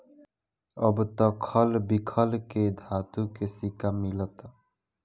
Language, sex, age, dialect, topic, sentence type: Bhojpuri, male, <18, Southern / Standard, banking, statement